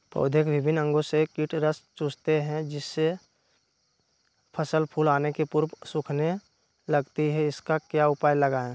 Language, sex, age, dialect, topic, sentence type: Magahi, male, 60-100, Western, agriculture, question